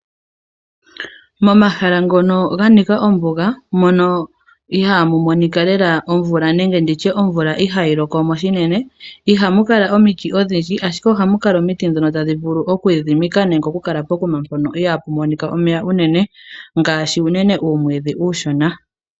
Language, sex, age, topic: Oshiwambo, female, 18-24, agriculture